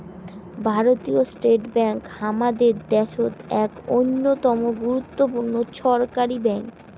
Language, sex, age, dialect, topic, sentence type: Bengali, female, 18-24, Rajbangshi, banking, statement